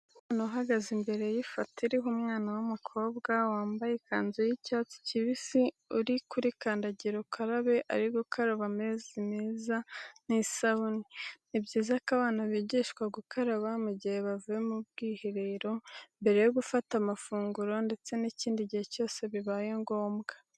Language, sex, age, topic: Kinyarwanda, female, 36-49, education